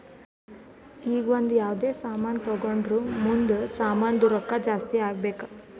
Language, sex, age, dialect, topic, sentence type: Kannada, female, 18-24, Northeastern, banking, statement